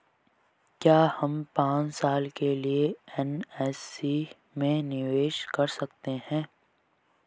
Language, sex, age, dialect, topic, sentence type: Hindi, female, 18-24, Garhwali, banking, question